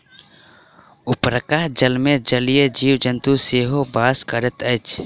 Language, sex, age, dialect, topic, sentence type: Maithili, male, 18-24, Southern/Standard, agriculture, statement